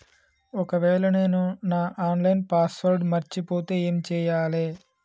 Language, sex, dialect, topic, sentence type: Telugu, male, Telangana, banking, question